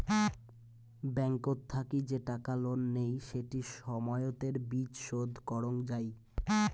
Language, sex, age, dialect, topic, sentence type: Bengali, male, 18-24, Rajbangshi, banking, statement